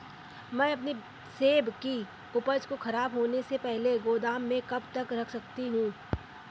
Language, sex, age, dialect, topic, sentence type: Hindi, female, 18-24, Awadhi Bundeli, agriculture, question